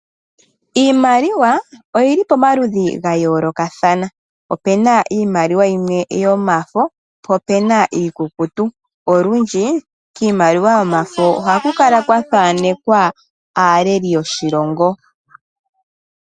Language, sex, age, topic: Oshiwambo, female, 25-35, finance